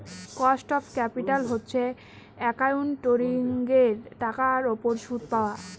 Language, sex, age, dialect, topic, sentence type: Bengali, female, 18-24, Northern/Varendri, banking, statement